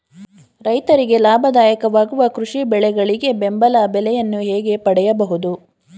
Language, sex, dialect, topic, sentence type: Kannada, female, Mysore Kannada, agriculture, question